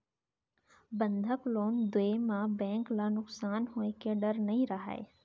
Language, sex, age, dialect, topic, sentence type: Chhattisgarhi, female, 18-24, Central, banking, statement